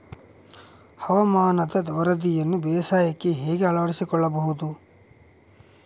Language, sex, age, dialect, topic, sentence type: Kannada, male, 36-40, Central, agriculture, question